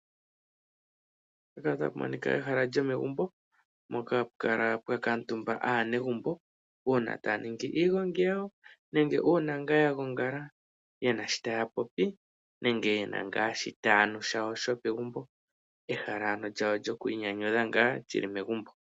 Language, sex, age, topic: Oshiwambo, male, 18-24, finance